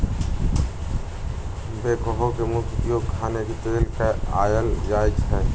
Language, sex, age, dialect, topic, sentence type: Magahi, male, 18-24, Western, agriculture, statement